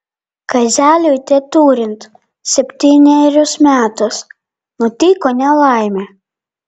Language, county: Lithuanian, Vilnius